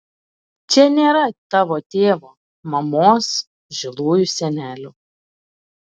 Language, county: Lithuanian, Klaipėda